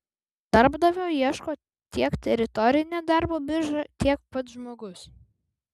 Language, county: Lithuanian, Vilnius